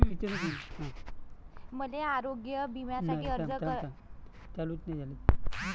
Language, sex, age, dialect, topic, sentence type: Marathi, male, 18-24, Varhadi, banking, question